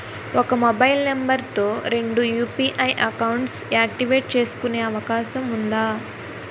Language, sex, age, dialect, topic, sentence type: Telugu, female, 18-24, Utterandhra, banking, question